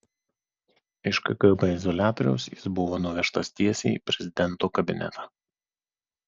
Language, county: Lithuanian, Vilnius